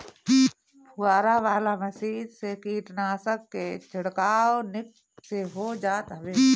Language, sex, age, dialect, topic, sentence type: Bhojpuri, female, 31-35, Northern, agriculture, statement